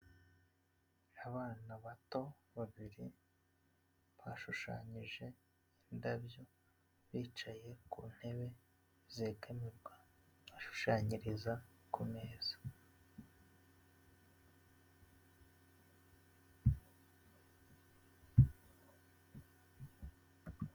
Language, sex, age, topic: Kinyarwanda, male, 25-35, education